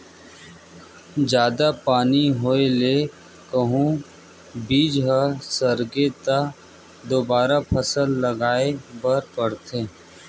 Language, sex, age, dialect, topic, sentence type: Chhattisgarhi, male, 18-24, Western/Budati/Khatahi, agriculture, statement